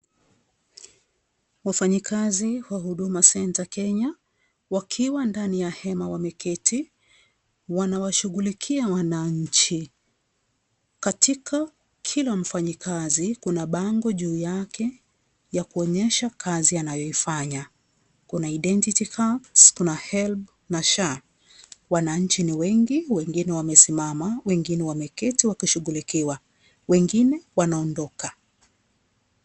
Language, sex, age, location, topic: Swahili, female, 36-49, Kisii, government